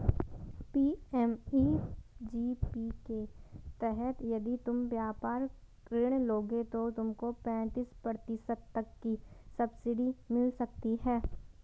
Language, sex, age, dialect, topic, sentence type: Hindi, female, 18-24, Garhwali, banking, statement